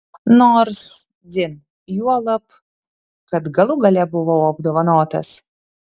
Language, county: Lithuanian, Vilnius